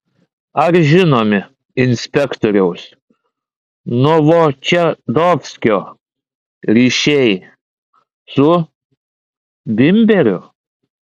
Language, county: Lithuanian, Klaipėda